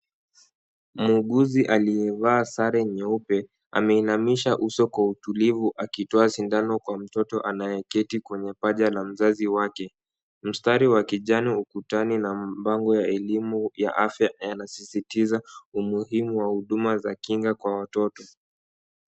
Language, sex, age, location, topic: Swahili, male, 18-24, Kisumu, health